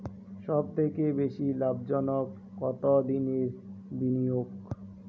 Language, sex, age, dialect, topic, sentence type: Bengali, male, 18-24, Rajbangshi, banking, question